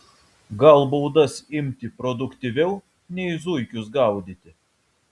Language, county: Lithuanian, Vilnius